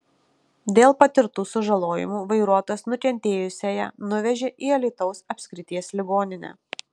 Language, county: Lithuanian, Kaunas